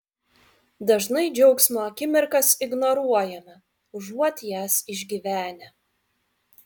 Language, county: Lithuanian, Vilnius